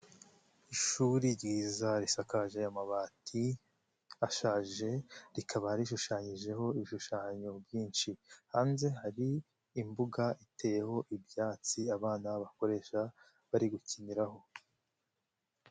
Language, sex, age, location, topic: Kinyarwanda, male, 25-35, Nyagatare, education